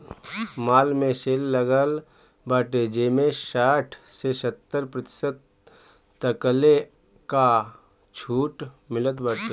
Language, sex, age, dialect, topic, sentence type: Bhojpuri, male, 25-30, Northern, banking, statement